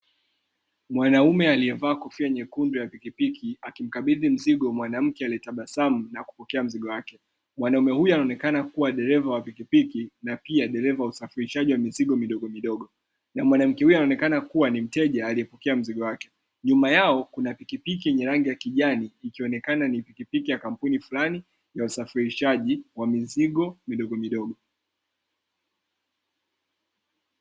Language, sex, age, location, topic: Swahili, male, 25-35, Dar es Salaam, government